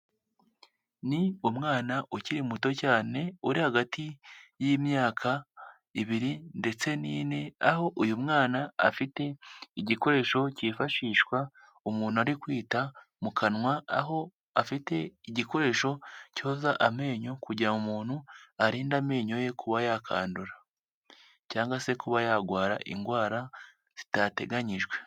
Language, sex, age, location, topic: Kinyarwanda, male, 18-24, Kigali, health